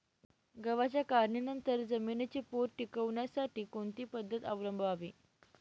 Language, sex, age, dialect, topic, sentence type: Marathi, female, 18-24, Northern Konkan, agriculture, question